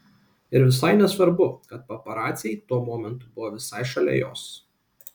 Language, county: Lithuanian, Kaunas